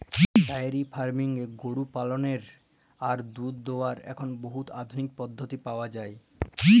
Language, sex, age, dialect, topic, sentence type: Bengali, male, 18-24, Jharkhandi, agriculture, statement